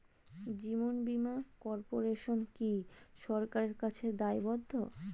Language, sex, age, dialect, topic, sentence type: Bengali, female, 25-30, Standard Colloquial, banking, question